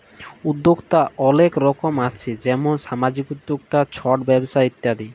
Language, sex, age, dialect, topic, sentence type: Bengali, male, 18-24, Jharkhandi, banking, statement